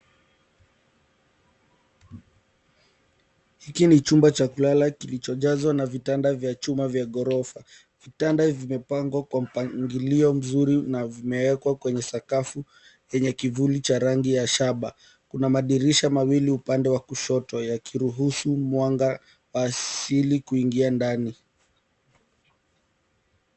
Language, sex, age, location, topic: Swahili, female, 25-35, Nairobi, education